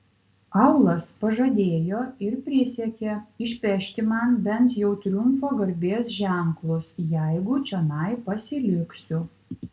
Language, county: Lithuanian, Kaunas